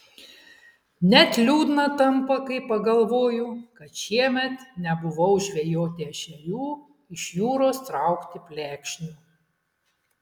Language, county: Lithuanian, Klaipėda